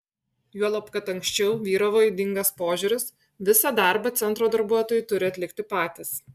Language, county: Lithuanian, Kaunas